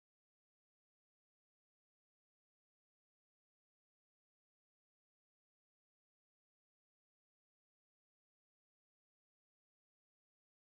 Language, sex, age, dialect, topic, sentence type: Marathi, male, 25-30, Northern Konkan, agriculture, statement